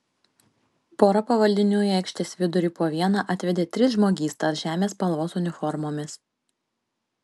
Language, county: Lithuanian, Panevėžys